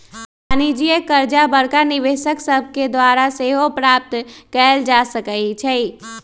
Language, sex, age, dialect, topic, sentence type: Magahi, male, 18-24, Western, banking, statement